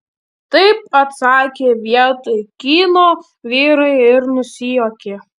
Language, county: Lithuanian, Panevėžys